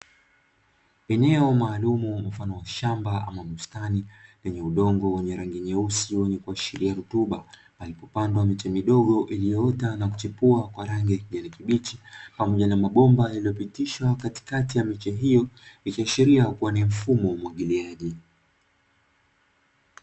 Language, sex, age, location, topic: Swahili, male, 25-35, Dar es Salaam, agriculture